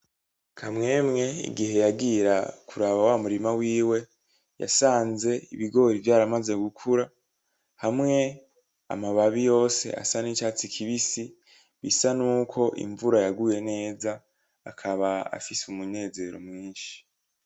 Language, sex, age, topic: Rundi, male, 18-24, agriculture